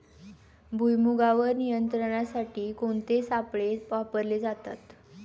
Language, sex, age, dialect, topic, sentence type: Marathi, female, 18-24, Standard Marathi, agriculture, question